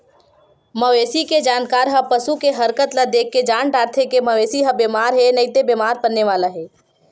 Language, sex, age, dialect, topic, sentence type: Chhattisgarhi, female, 18-24, Western/Budati/Khatahi, agriculture, statement